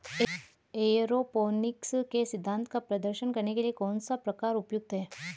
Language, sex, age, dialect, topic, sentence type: Hindi, female, 31-35, Hindustani Malvi Khadi Boli, agriculture, statement